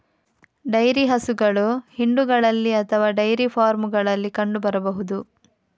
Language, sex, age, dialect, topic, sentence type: Kannada, female, 25-30, Coastal/Dakshin, agriculture, statement